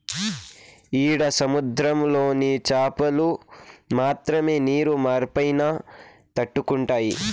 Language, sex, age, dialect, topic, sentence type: Telugu, male, 18-24, Southern, agriculture, statement